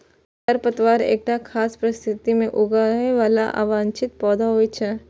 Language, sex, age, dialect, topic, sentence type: Maithili, female, 41-45, Eastern / Thethi, agriculture, statement